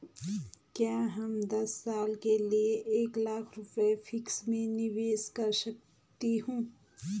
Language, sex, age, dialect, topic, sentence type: Hindi, female, 25-30, Garhwali, banking, question